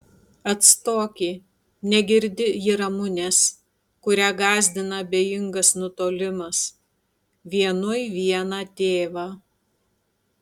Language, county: Lithuanian, Tauragė